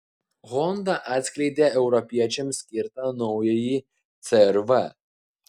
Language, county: Lithuanian, Klaipėda